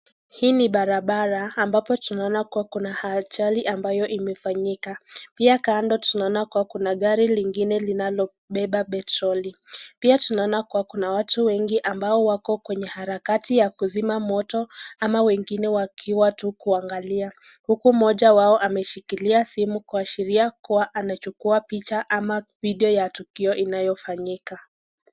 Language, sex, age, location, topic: Swahili, female, 18-24, Nakuru, health